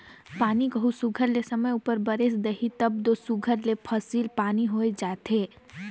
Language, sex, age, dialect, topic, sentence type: Chhattisgarhi, female, 18-24, Northern/Bhandar, agriculture, statement